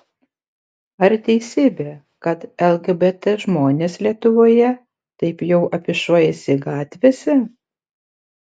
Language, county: Lithuanian, Panevėžys